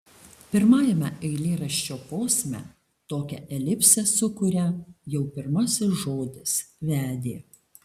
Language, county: Lithuanian, Alytus